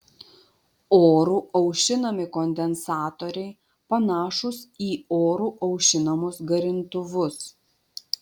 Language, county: Lithuanian, Vilnius